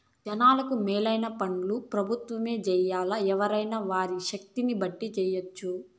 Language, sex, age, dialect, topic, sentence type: Telugu, female, 25-30, Southern, banking, statement